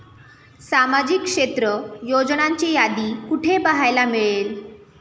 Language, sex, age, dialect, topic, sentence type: Marathi, female, 18-24, Standard Marathi, banking, question